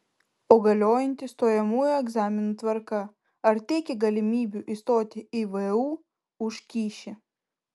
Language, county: Lithuanian, Vilnius